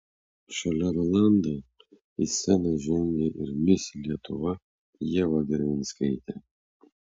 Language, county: Lithuanian, Vilnius